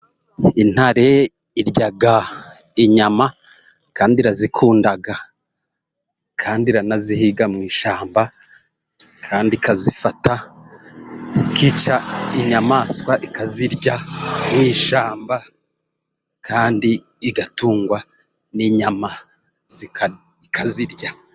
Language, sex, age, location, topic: Kinyarwanda, male, 36-49, Musanze, agriculture